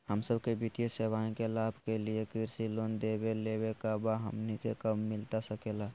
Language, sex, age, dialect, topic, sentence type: Magahi, male, 18-24, Southern, banking, question